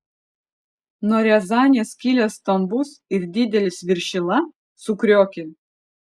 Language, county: Lithuanian, Vilnius